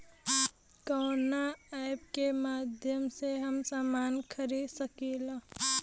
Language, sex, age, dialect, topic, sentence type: Bhojpuri, female, 18-24, Western, agriculture, question